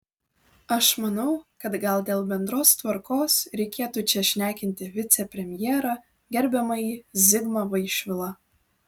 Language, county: Lithuanian, Vilnius